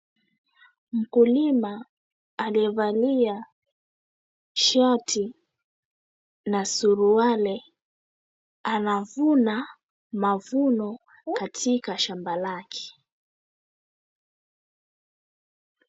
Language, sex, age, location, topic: Swahili, female, 36-49, Mombasa, agriculture